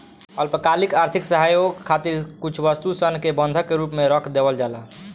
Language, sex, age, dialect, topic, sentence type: Bhojpuri, male, 18-24, Southern / Standard, banking, statement